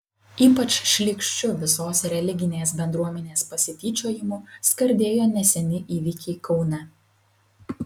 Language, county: Lithuanian, Kaunas